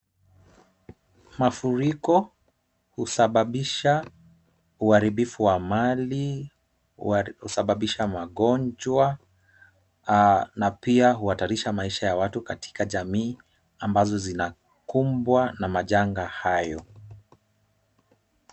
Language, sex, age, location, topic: Swahili, male, 25-35, Kisumu, health